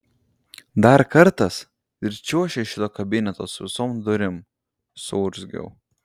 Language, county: Lithuanian, Klaipėda